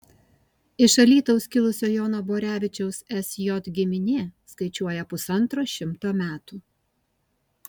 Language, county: Lithuanian, Kaunas